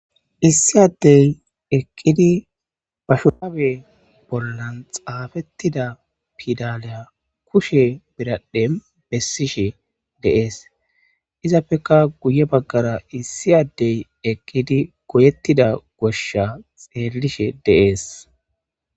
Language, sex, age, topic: Gamo, female, 25-35, agriculture